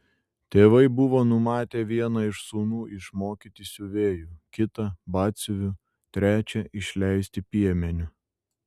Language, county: Lithuanian, Šiauliai